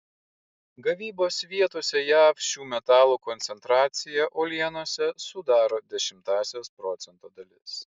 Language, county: Lithuanian, Klaipėda